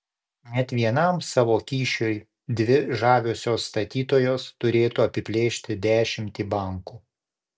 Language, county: Lithuanian, Panevėžys